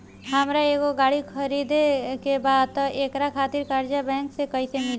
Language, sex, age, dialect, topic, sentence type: Bhojpuri, female, 18-24, Southern / Standard, banking, question